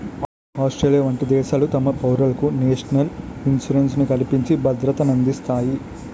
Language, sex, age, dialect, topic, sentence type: Telugu, male, 18-24, Utterandhra, banking, statement